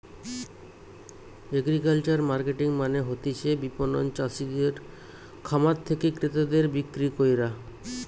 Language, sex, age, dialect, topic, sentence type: Bengali, male, 25-30, Western, agriculture, statement